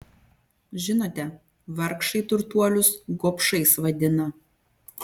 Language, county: Lithuanian, Panevėžys